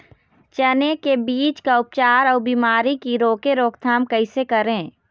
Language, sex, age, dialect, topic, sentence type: Chhattisgarhi, female, 18-24, Eastern, agriculture, question